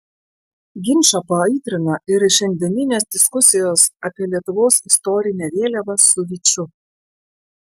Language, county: Lithuanian, Klaipėda